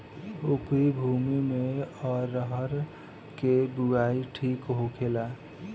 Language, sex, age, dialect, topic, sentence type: Bhojpuri, female, 18-24, Southern / Standard, agriculture, question